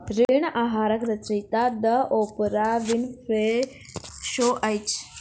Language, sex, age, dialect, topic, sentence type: Maithili, female, 56-60, Southern/Standard, banking, statement